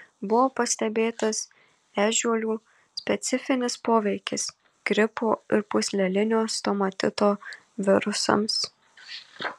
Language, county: Lithuanian, Marijampolė